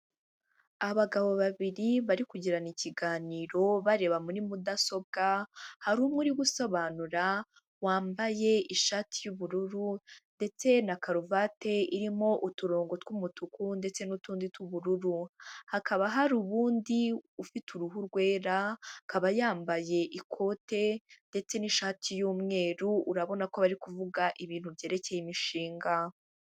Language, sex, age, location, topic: Kinyarwanda, female, 18-24, Huye, finance